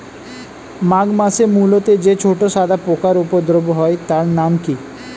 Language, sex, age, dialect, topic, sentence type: Bengali, male, 25-30, Standard Colloquial, agriculture, question